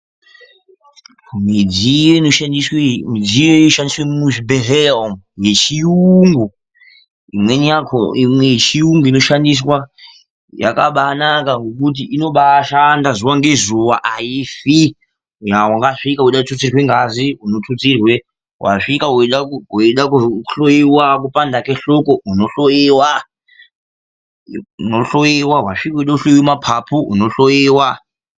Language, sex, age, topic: Ndau, male, 25-35, health